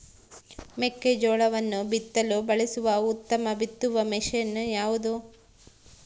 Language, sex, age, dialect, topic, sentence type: Kannada, female, 46-50, Central, agriculture, question